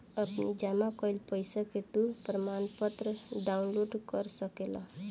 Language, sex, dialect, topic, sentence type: Bhojpuri, female, Northern, banking, statement